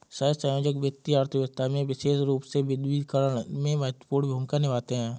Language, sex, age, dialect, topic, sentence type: Hindi, male, 25-30, Awadhi Bundeli, banking, statement